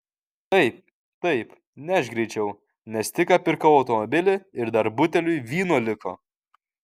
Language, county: Lithuanian, Kaunas